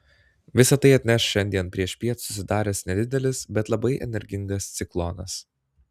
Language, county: Lithuanian, Klaipėda